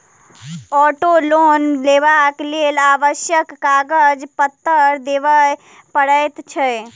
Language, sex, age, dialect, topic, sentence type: Maithili, female, 18-24, Southern/Standard, banking, statement